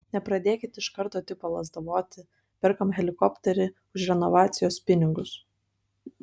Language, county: Lithuanian, Kaunas